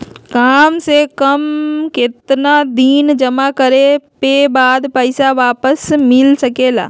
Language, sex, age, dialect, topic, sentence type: Magahi, female, 31-35, Western, banking, question